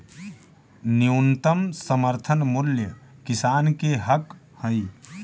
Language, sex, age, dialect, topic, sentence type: Magahi, male, 31-35, Central/Standard, agriculture, statement